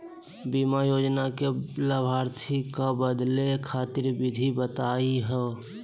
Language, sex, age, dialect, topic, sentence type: Magahi, male, 18-24, Southern, banking, question